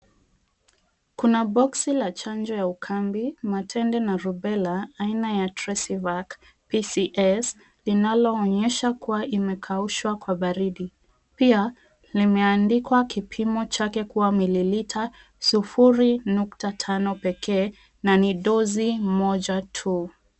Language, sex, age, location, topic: Swahili, female, 25-35, Mombasa, health